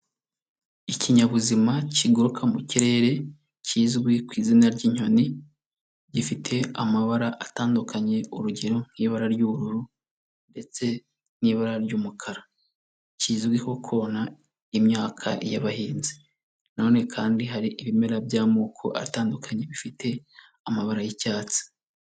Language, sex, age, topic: Kinyarwanda, male, 18-24, agriculture